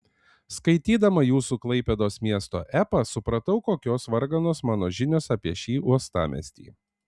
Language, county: Lithuanian, Panevėžys